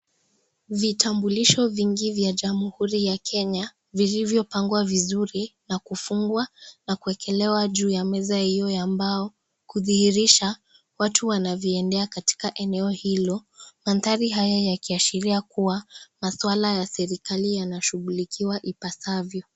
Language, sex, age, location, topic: Swahili, female, 36-49, Kisii, government